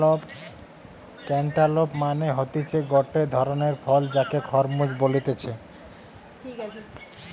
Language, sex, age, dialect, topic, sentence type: Bengali, male, 25-30, Western, agriculture, statement